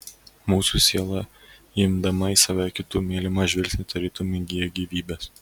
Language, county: Lithuanian, Kaunas